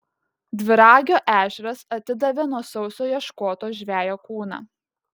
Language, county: Lithuanian, Kaunas